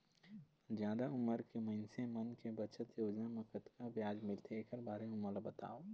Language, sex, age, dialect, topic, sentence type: Chhattisgarhi, male, 18-24, Eastern, banking, statement